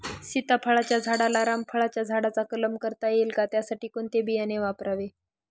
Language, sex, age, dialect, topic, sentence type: Marathi, female, 41-45, Northern Konkan, agriculture, question